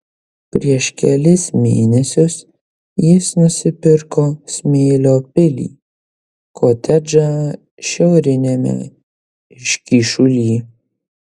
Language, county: Lithuanian, Kaunas